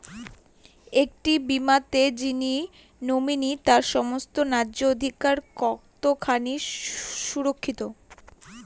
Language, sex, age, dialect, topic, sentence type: Bengali, female, 18-24, Northern/Varendri, banking, question